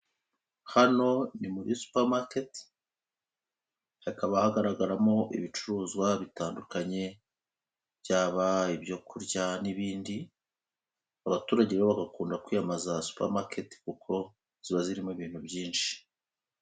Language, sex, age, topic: Kinyarwanda, male, 36-49, finance